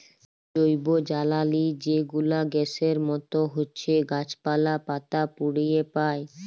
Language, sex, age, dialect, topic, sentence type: Bengali, female, 41-45, Jharkhandi, agriculture, statement